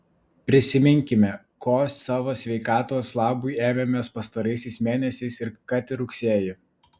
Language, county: Lithuanian, Vilnius